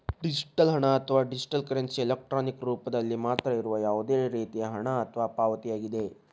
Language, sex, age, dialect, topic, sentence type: Kannada, male, 18-24, Dharwad Kannada, banking, statement